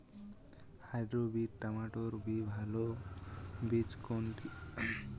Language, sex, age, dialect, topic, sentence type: Bengali, male, 18-24, Western, agriculture, question